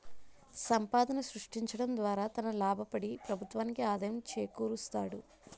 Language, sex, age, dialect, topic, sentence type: Telugu, female, 25-30, Utterandhra, banking, statement